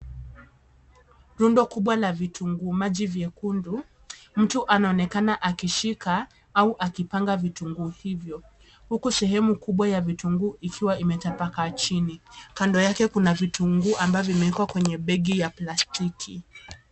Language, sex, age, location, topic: Swahili, female, 25-35, Nairobi, agriculture